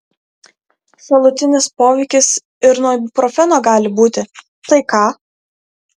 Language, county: Lithuanian, Kaunas